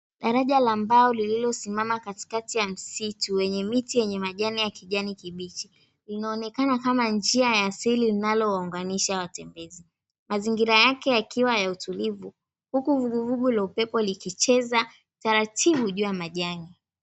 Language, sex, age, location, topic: Swahili, female, 18-24, Mombasa, agriculture